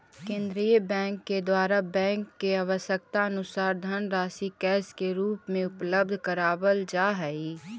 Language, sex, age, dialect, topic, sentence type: Magahi, female, 18-24, Central/Standard, banking, statement